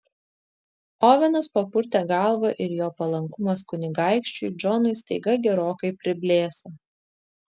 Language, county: Lithuanian, Vilnius